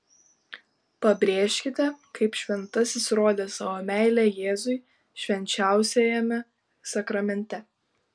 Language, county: Lithuanian, Šiauliai